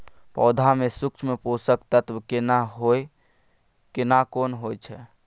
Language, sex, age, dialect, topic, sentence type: Maithili, male, 36-40, Bajjika, agriculture, question